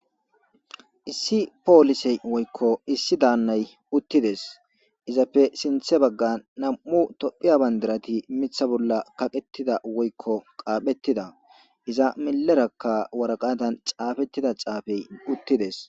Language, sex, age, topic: Gamo, male, 18-24, government